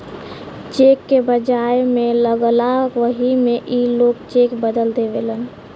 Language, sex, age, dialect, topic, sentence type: Bhojpuri, female, 18-24, Western, banking, statement